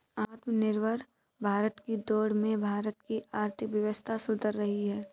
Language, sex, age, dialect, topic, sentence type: Hindi, male, 18-24, Kanauji Braj Bhasha, banking, statement